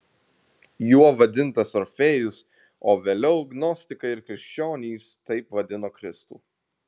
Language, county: Lithuanian, Vilnius